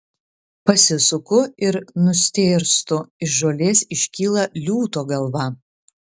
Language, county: Lithuanian, Vilnius